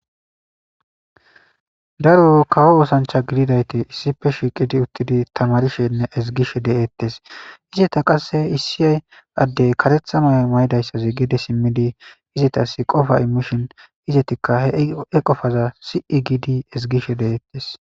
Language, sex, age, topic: Gamo, male, 18-24, government